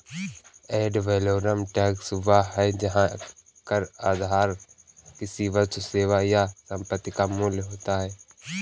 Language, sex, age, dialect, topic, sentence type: Hindi, male, 18-24, Kanauji Braj Bhasha, banking, statement